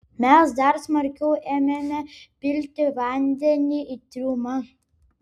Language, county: Lithuanian, Vilnius